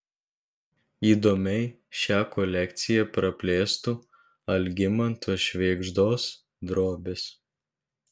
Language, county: Lithuanian, Telšiai